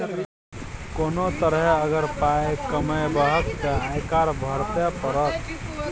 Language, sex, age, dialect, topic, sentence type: Maithili, male, 36-40, Bajjika, banking, statement